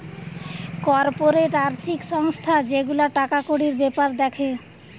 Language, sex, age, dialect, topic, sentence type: Bengali, female, 25-30, Western, banking, statement